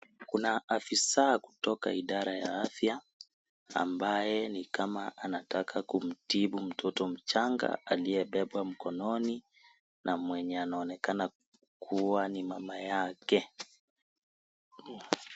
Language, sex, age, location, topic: Swahili, male, 18-24, Kisii, health